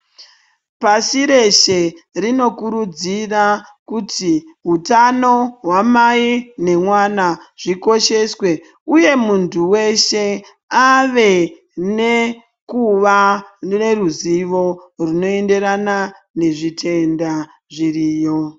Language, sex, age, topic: Ndau, male, 18-24, health